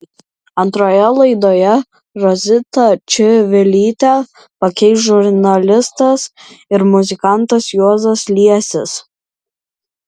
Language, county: Lithuanian, Vilnius